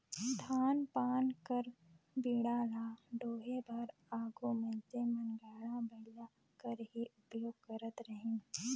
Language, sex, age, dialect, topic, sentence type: Chhattisgarhi, female, 18-24, Northern/Bhandar, agriculture, statement